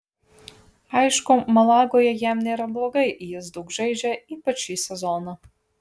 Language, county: Lithuanian, Kaunas